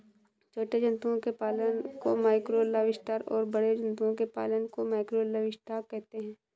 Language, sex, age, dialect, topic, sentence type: Hindi, female, 56-60, Kanauji Braj Bhasha, agriculture, statement